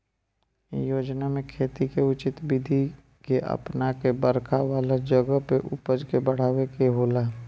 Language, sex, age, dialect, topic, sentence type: Bhojpuri, male, 25-30, Northern, agriculture, statement